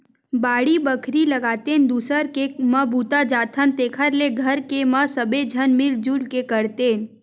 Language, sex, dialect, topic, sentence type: Chhattisgarhi, female, Western/Budati/Khatahi, agriculture, statement